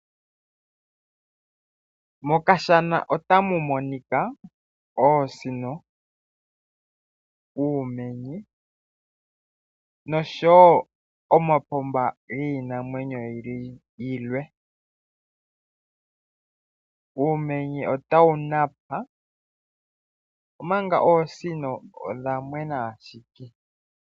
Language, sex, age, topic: Oshiwambo, male, 25-35, agriculture